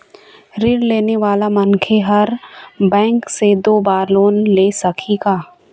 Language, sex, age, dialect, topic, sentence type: Chhattisgarhi, female, 51-55, Eastern, banking, question